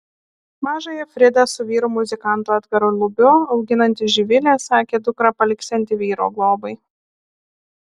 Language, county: Lithuanian, Alytus